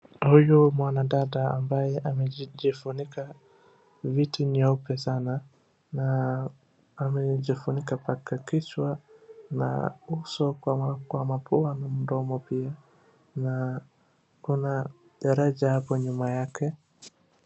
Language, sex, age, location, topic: Swahili, male, 25-35, Wajir, health